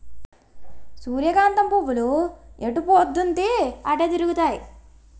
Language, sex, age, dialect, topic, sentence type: Telugu, female, 18-24, Utterandhra, agriculture, statement